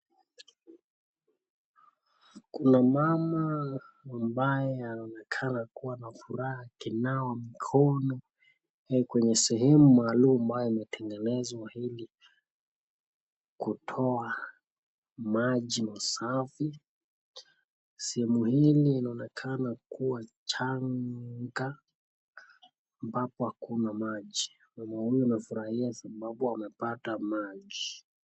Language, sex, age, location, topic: Swahili, male, 25-35, Nakuru, health